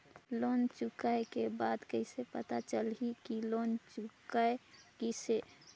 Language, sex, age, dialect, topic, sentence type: Chhattisgarhi, female, 18-24, Northern/Bhandar, banking, question